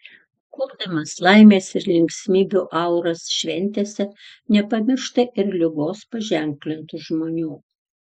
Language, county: Lithuanian, Tauragė